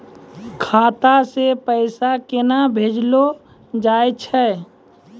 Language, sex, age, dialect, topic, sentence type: Maithili, male, 25-30, Angika, banking, question